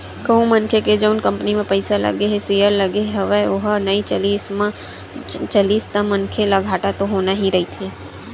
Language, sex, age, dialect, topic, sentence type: Chhattisgarhi, female, 18-24, Western/Budati/Khatahi, banking, statement